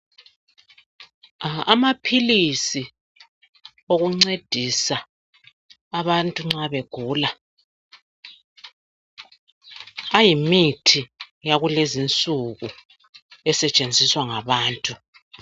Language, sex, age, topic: North Ndebele, female, 50+, health